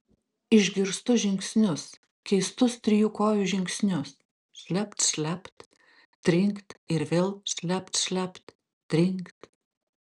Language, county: Lithuanian, Klaipėda